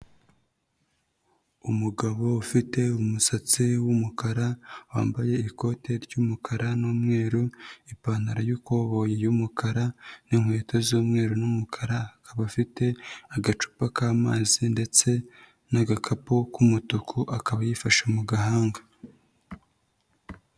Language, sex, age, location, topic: Kinyarwanda, female, 25-35, Nyagatare, health